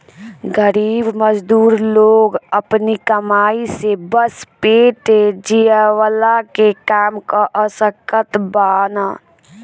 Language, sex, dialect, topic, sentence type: Bhojpuri, female, Northern, banking, statement